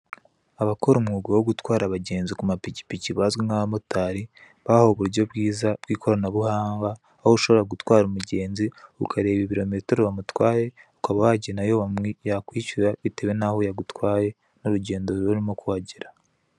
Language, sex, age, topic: Kinyarwanda, male, 18-24, finance